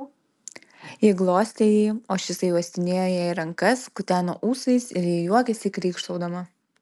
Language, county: Lithuanian, Telšiai